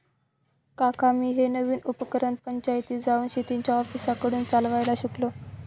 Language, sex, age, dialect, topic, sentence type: Marathi, male, 25-30, Northern Konkan, agriculture, statement